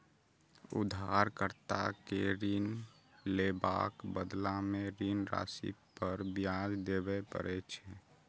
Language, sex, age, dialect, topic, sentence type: Maithili, male, 31-35, Eastern / Thethi, banking, statement